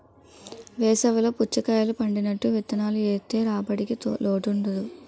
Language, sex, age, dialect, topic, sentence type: Telugu, female, 18-24, Utterandhra, agriculture, statement